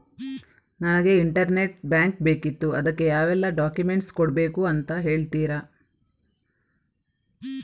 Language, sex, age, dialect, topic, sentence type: Kannada, female, 25-30, Coastal/Dakshin, banking, question